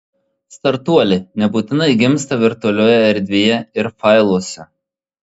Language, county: Lithuanian, Marijampolė